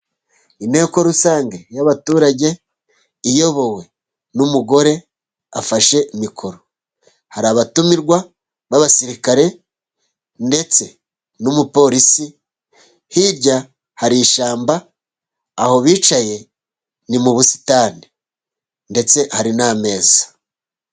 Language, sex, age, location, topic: Kinyarwanda, male, 36-49, Musanze, government